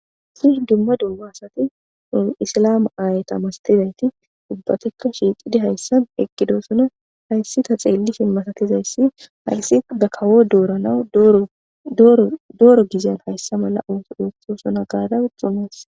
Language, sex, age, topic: Gamo, female, 18-24, government